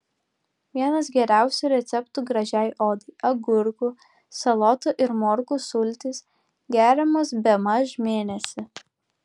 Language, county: Lithuanian, Klaipėda